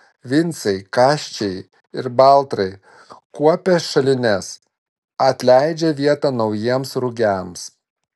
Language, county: Lithuanian, Vilnius